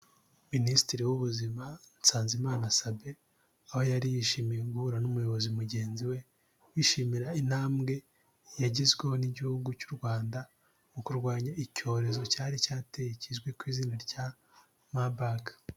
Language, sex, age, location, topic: Kinyarwanda, male, 18-24, Huye, health